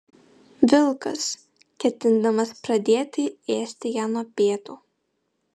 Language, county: Lithuanian, Vilnius